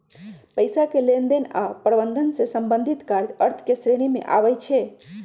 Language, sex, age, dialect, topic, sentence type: Magahi, female, 46-50, Western, banking, statement